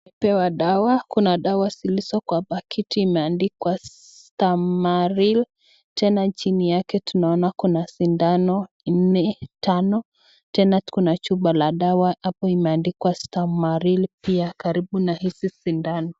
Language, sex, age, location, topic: Swahili, female, 25-35, Nakuru, health